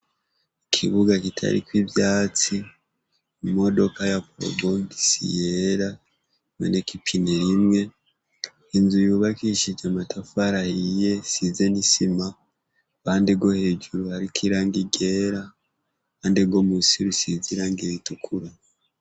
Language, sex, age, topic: Rundi, male, 18-24, education